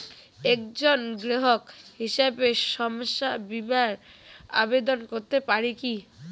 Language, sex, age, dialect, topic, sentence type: Bengali, female, 18-24, Rajbangshi, banking, question